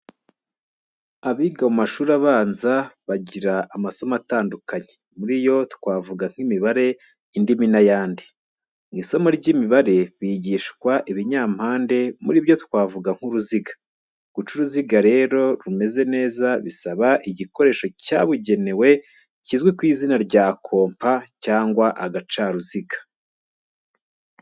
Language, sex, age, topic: Kinyarwanda, male, 25-35, education